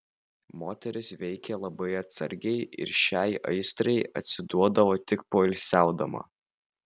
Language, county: Lithuanian, Vilnius